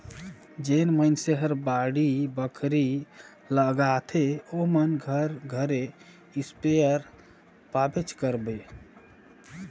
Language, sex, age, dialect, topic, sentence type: Chhattisgarhi, male, 31-35, Northern/Bhandar, agriculture, statement